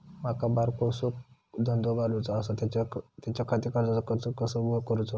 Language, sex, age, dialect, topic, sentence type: Marathi, female, 25-30, Southern Konkan, banking, question